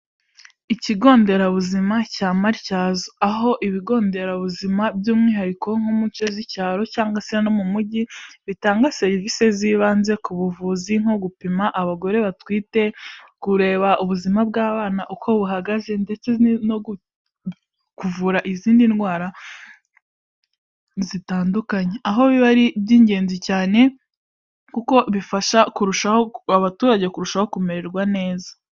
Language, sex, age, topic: Kinyarwanda, female, 18-24, health